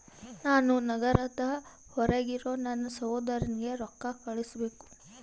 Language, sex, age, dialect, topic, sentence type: Kannada, female, 18-24, Northeastern, banking, statement